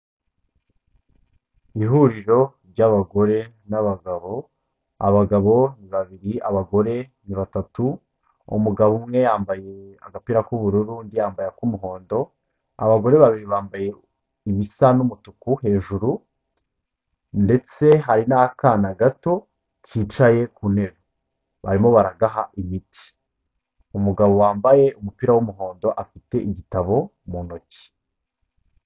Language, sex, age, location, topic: Kinyarwanda, male, 25-35, Kigali, health